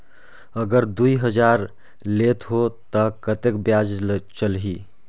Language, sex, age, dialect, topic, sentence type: Chhattisgarhi, male, 31-35, Northern/Bhandar, banking, question